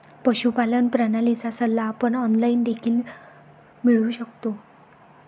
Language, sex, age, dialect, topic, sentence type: Marathi, female, 25-30, Varhadi, agriculture, statement